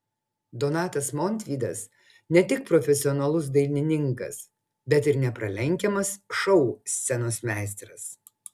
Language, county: Lithuanian, Utena